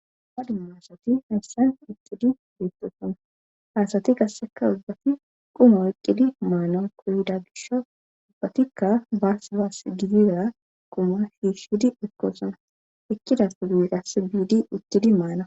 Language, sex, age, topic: Gamo, female, 25-35, government